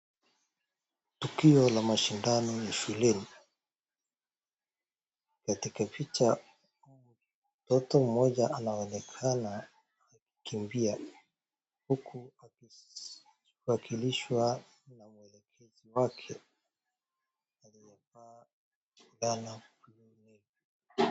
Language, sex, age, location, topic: Swahili, male, 18-24, Wajir, education